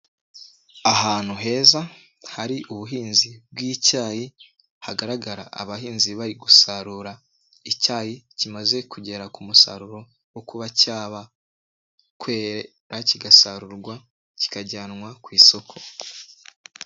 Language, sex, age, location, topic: Kinyarwanda, male, 25-35, Nyagatare, agriculture